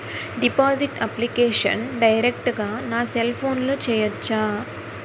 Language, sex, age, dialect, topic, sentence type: Telugu, female, 18-24, Utterandhra, banking, question